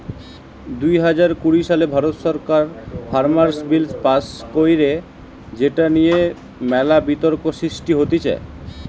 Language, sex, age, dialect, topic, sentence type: Bengali, male, 18-24, Western, agriculture, statement